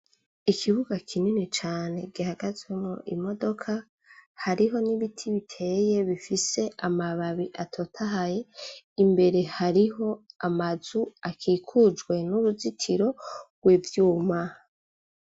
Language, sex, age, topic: Rundi, female, 25-35, education